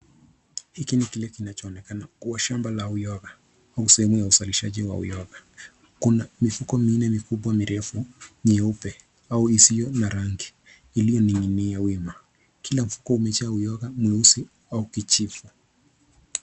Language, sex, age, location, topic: Swahili, male, 25-35, Nairobi, agriculture